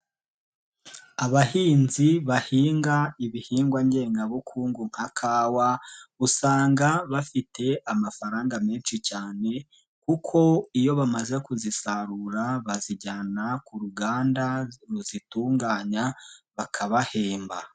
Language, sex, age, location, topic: Kinyarwanda, male, 18-24, Nyagatare, agriculture